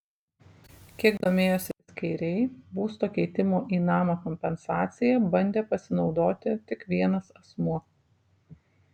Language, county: Lithuanian, Šiauliai